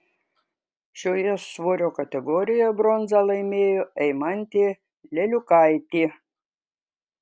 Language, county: Lithuanian, Kaunas